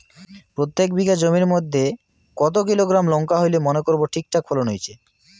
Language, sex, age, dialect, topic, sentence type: Bengali, male, 18-24, Rajbangshi, agriculture, question